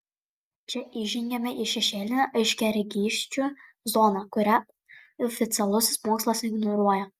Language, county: Lithuanian, Kaunas